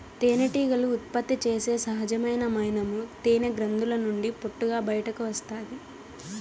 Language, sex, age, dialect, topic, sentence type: Telugu, female, 18-24, Southern, agriculture, statement